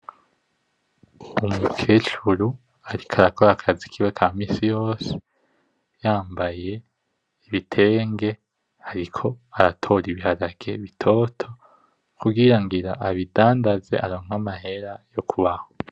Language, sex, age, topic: Rundi, male, 18-24, agriculture